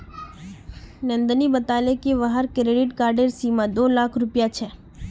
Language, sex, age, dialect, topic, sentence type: Magahi, female, 25-30, Northeastern/Surjapuri, banking, statement